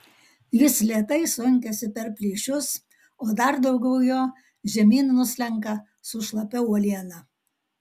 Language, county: Lithuanian, Alytus